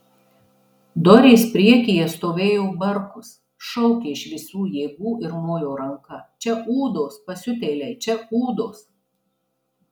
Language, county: Lithuanian, Marijampolė